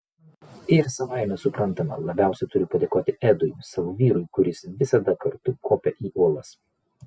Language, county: Lithuanian, Vilnius